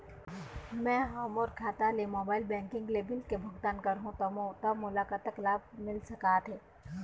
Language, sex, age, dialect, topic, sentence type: Chhattisgarhi, female, 25-30, Eastern, banking, question